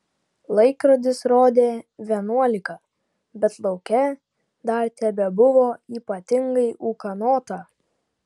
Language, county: Lithuanian, Vilnius